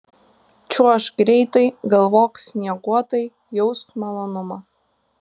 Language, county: Lithuanian, Tauragė